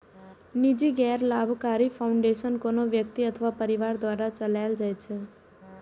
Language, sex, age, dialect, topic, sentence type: Maithili, female, 18-24, Eastern / Thethi, banking, statement